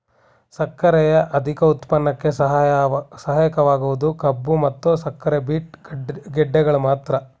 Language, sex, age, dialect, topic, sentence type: Kannada, male, 25-30, Mysore Kannada, agriculture, statement